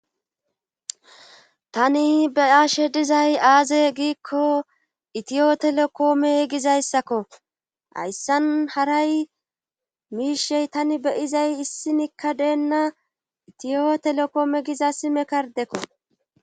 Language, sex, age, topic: Gamo, female, 36-49, government